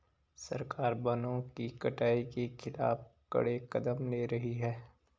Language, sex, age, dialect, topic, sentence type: Hindi, male, 25-30, Garhwali, agriculture, statement